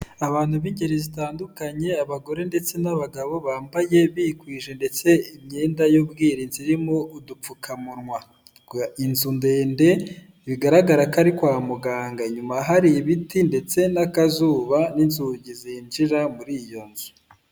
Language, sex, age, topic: Kinyarwanda, male, 18-24, health